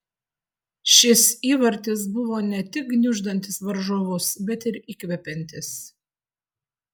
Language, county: Lithuanian, Vilnius